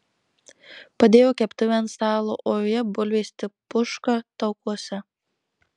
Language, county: Lithuanian, Marijampolė